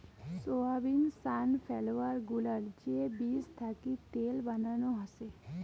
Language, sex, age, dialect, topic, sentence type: Bengali, female, 18-24, Rajbangshi, agriculture, statement